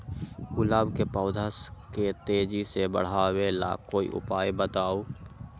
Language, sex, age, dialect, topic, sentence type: Magahi, male, 18-24, Western, agriculture, question